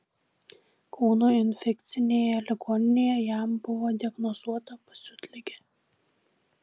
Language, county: Lithuanian, Šiauliai